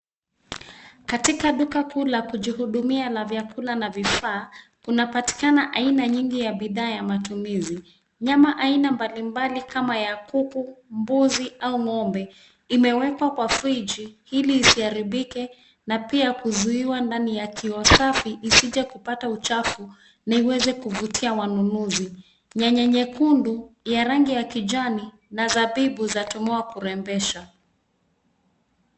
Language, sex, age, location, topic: Swahili, female, 36-49, Nairobi, finance